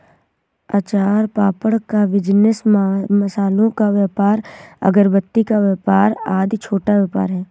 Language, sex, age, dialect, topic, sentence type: Hindi, female, 18-24, Awadhi Bundeli, banking, statement